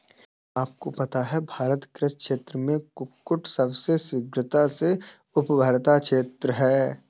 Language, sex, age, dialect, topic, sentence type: Hindi, male, 18-24, Kanauji Braj Bhasha, agriculture, statement